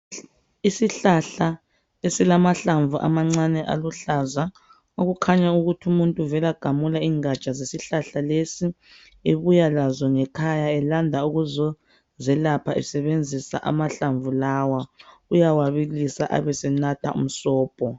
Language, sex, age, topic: North Ndebele, male, 36-49, health